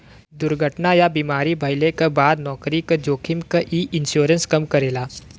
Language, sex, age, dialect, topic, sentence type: Bhojpuri, male, 18-24, Western, banking, statement